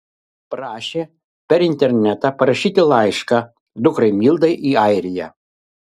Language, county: Lithuanian, Kaunas